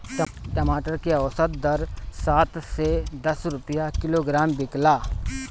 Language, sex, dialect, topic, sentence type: Bhojpuri, male, Northern, agriculture, question